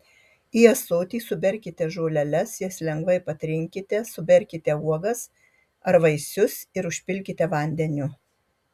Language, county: Lithuanian, Marijampolė